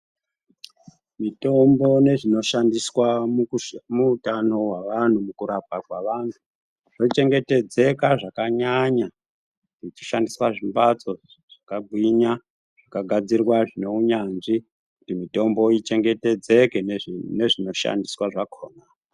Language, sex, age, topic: Ndau, male, 50+, health